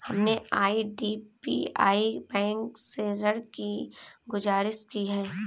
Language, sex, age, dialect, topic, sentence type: Hindi, female, 18-24, Kanauji Braj Bhasha, banking, statement